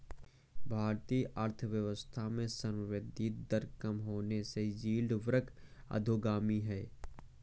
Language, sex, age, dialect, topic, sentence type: Hindi, male, 18-24, Awadhi Bundeli, banking, statement